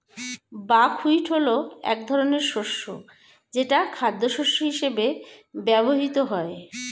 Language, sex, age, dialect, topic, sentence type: Bengali, female, 41-45, Standard Colloquial, agriculture, statement